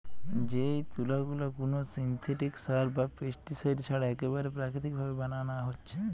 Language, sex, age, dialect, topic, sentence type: Bengali, male, 25-30, Western, agriculture, statement